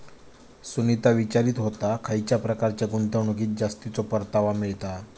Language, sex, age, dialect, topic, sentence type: Marathi, male, 18-24, Southern Konkan, banking, statement